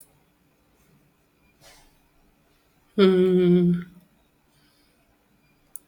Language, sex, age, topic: Kinyarwanda, female, 25-35, education